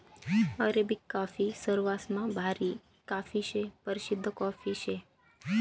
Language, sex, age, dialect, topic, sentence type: Marathi, female, 25-30, Northern Konkan, agriculture, statement